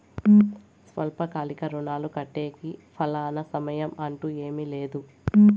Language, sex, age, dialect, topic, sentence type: Telugu, female, 18-24, Southern, banking, statement